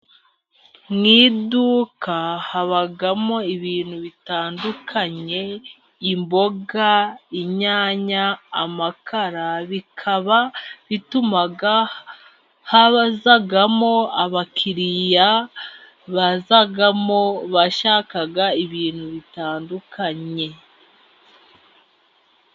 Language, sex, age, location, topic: Kinyarwanda, female, 18-24, Musanze, finance